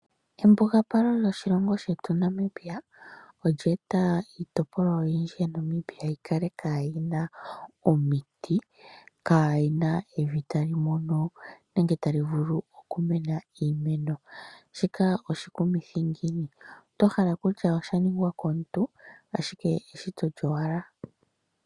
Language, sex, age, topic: Oshiwambo, female, 25-35, agriculture